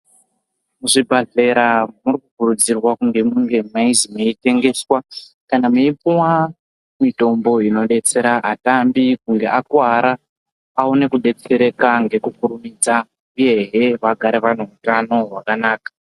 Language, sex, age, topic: Ndau, male, 18-24, health